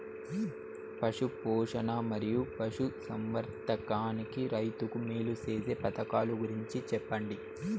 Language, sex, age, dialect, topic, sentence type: Telugu, male, 18-24, Southern, agriculture, question